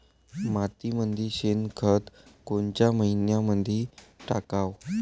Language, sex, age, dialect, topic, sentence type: Marathi, male, 18-24, Varhadi, agriculture, question